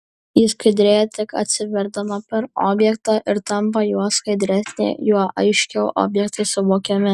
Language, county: Lithuanian, Kaunas